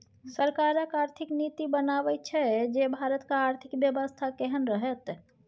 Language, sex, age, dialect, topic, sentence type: Maithili, female, 25-30, Bajjika, banking, statement